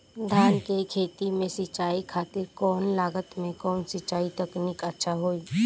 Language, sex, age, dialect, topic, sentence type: Bhojpuri, female, 25-30, Northern, agriculture, question